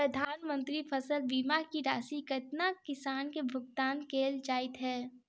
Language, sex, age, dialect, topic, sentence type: Maithili, female, 25-30, Southern/Standard, agriculture, question